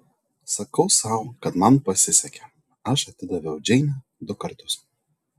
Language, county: Lithuanian, Telšiai